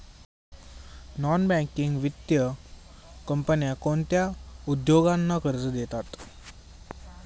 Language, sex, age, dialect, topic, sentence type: Marathi, male, 18-24, Standard Marathi, banking, question